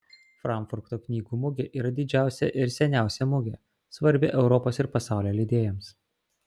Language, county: Lithuanian, Klaipėda